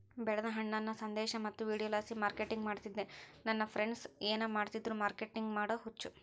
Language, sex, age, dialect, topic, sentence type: Kannada, male, 60-100, Central, banking, statement